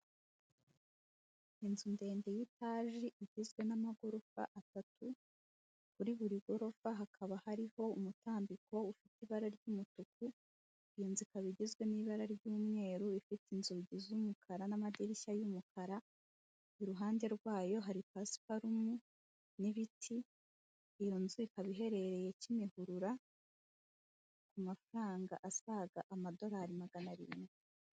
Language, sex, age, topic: Kinyarwanda, female, 18-24, finance